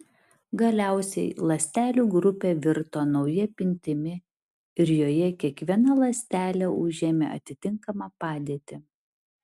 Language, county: Lithuanian, Šiauliai